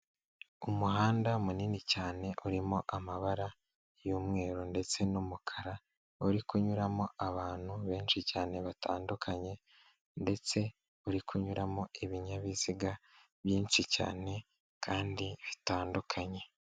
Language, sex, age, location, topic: Kinyarwanda, male, 18-24, Kigali, government